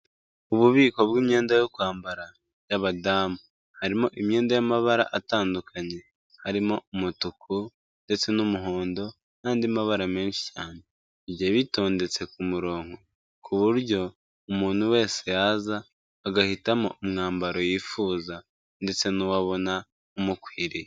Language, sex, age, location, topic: Kinyarwanda, female, 25-35, Kigali, finance